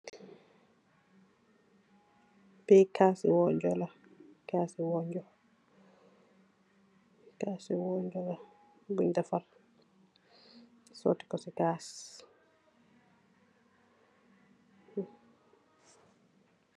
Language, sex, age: Wolof, female, 25-35